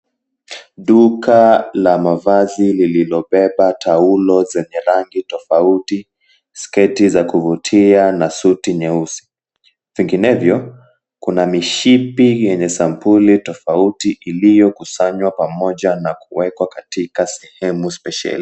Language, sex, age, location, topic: Swahili, male, 18-24, Mombasa, government